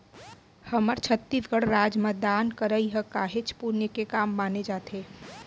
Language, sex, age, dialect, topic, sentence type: Chhattisgarhi, female, 18-24, Central, banking, statement